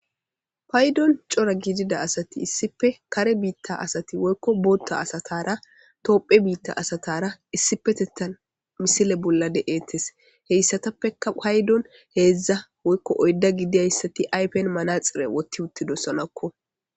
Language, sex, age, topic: Gamo, female, 18-24, government